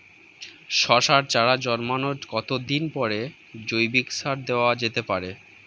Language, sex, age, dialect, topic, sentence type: Bengali, male, 25-30, Standard Colloquial, agriculture, question